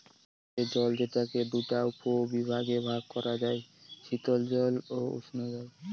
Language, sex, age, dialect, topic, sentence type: Bengali, male, 18-24, Northern/Varendri, agriculture, statement